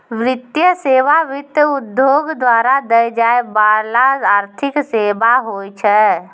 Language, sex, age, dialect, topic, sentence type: Maithili, female, 18-24, Angika, banking, statement